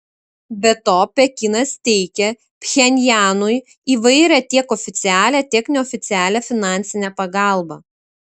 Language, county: Lithuanian, Kaunas